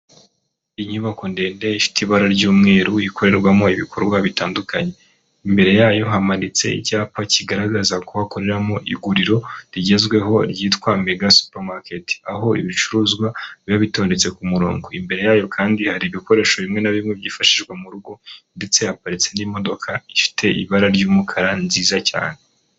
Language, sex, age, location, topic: Kinyarwanda, male, 25-35, Kigali, finance